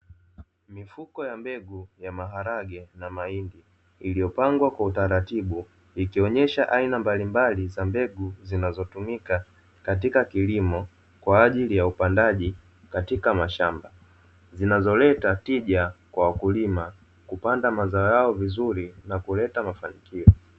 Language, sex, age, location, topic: Swahili, male, 25-35, Dar es Salaam, agriculture